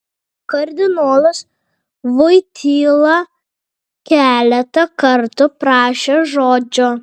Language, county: Lithuanian, Vilnius